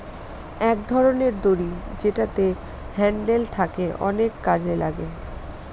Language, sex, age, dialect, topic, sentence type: Bengali, female, 25-30, Northern/Varendri, agriculture, statement